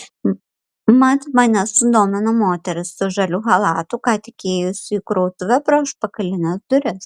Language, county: Lithuanian, Panevėžys